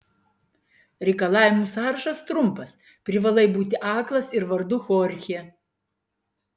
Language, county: Lithuanian, Klaipėda